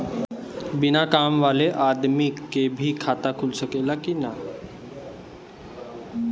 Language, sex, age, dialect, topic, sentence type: Bhojpuri, male, 18-24, Western, banking, question